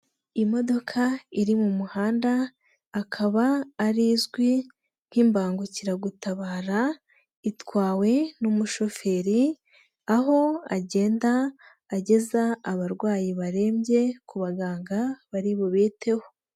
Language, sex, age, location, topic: Kinyarwanda, female, 18-24, Nyagatare, health